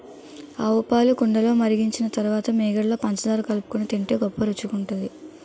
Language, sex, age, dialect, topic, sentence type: Telugu, female, 18-24, Utterandhra, agriculture, statement